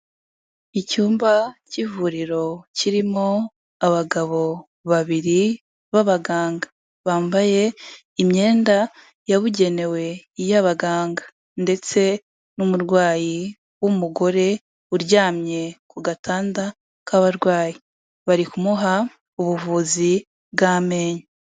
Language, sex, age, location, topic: Kinyarwanda, female, 18-24, Kigali, health